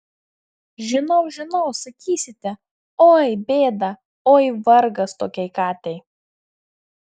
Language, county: Lithuanian, Marijampolė